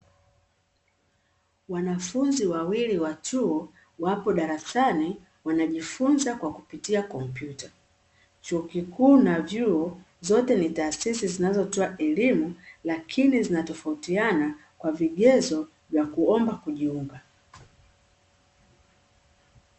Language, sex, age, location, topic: Swahili, female, 36-49, Dar es Salaam, education